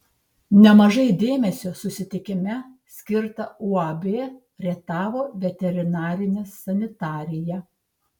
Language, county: Lithuanian, Tauragė